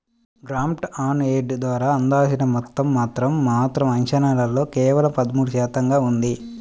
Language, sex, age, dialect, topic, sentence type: Telugu, male, 31-35, Central/Coastal, banking, statement